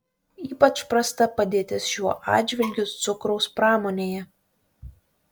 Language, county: Lithuanian, Kaunas